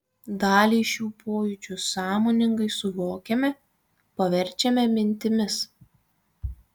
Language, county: Lithuanian, Kaunas